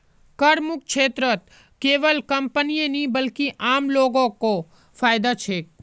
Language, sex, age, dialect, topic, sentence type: Magahi, male, 18-24, Northeastern/Surjapuri, banking, statement